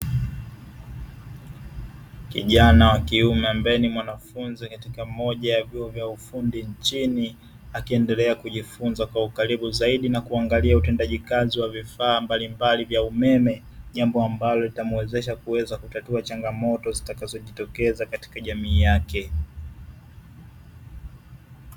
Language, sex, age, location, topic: Swahili, male, 18-24, Dar es Salaam, education